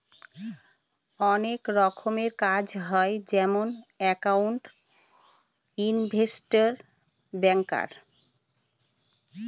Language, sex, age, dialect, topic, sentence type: Bengali, female, 46-50, Northern/Varendri, banking, statement